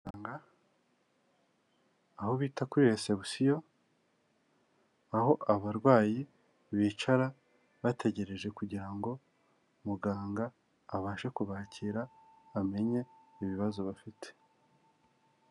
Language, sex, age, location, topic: Kinyarwanda, male, 25-35, Kigali, health